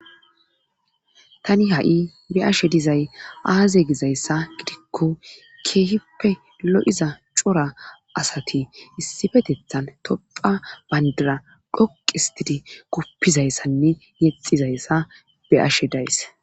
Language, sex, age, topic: Gamo, female, 25-35, government